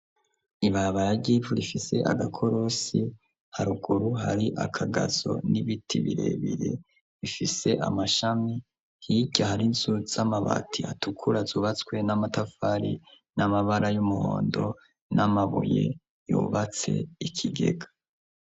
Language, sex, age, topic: Rundi, male, 25-35, education